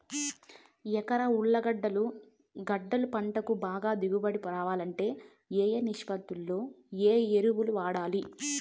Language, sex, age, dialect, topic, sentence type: Telugu, female, 18-24, Southern, agriculture, question